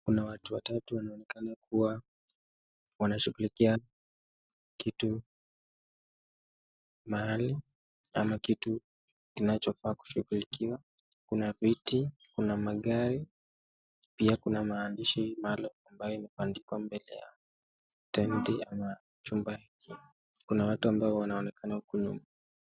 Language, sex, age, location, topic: Swahili, male, 18-24, Nakuru, government